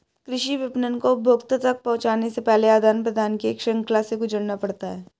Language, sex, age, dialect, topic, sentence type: Hindi, female, 18-24, Hindustani Malvi Khadi Boli, agriculture, statement